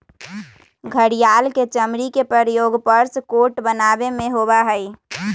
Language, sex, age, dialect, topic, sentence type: Magahi, female, 18-24, Western, agriculture, statement